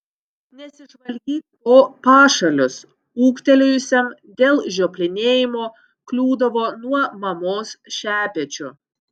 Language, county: Lithuanian, Utena